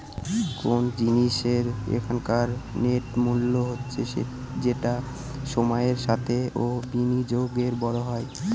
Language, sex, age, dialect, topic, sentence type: Bengali, male, 18-24, Northern/Varendri, banking, statement